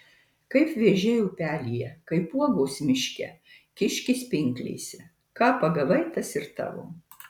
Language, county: Lithuanian, Marijampolė